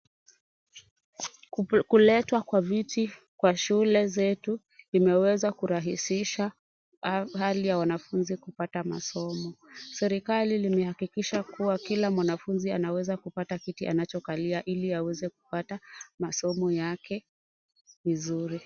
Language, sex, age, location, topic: Swahili, female, 18-24, Kisumu, education